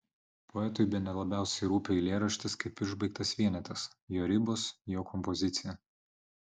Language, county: Lithuanian, Vilnius